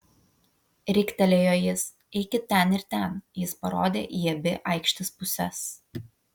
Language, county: Lithuanian, Vilnius